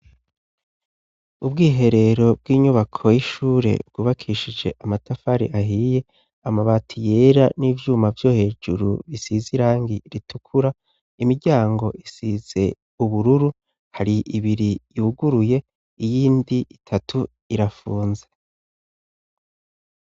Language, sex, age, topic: Rundi, male, 36-49, education